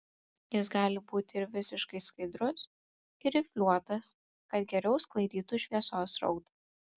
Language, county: Lithuanian, Kaunas